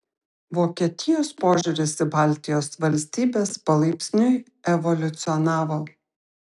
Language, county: Lithuanian, Šiauliai